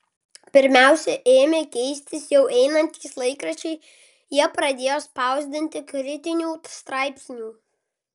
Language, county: Lithuanian, Klaipėda